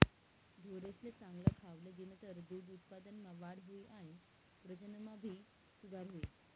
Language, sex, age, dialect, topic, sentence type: Marathi, female, 18-24, Northern Konkan, agriculture, statement